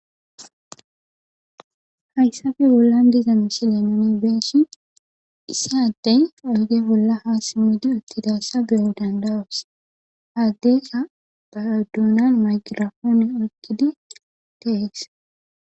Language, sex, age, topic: Gamo, female, 25-35, government